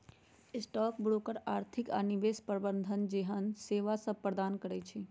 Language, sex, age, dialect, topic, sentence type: Magahi, female, 60-100, Western, banking, statement